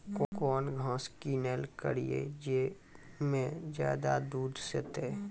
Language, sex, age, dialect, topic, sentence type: Maithili, female, 18-24, Angika, agriculture, question